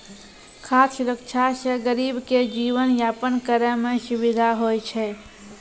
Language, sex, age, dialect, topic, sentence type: Maithili, female, 18-24, Angika, agriculture, statement